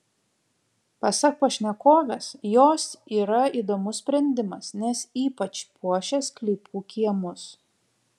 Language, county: Lithuanian, Kaunas